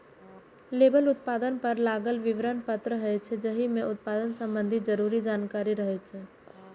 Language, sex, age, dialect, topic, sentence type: Maithili, female, 18-24, Eastern / Thethi, banking, statement